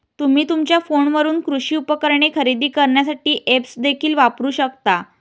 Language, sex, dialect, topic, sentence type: Marathi, female, Varhadi, agriculture, statement